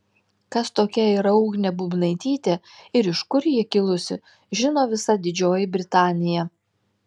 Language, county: Lithuanian, Telšiai